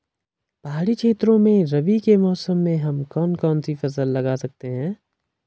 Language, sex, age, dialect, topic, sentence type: Hindi, male, 41-45, Garhwali, agriculture, question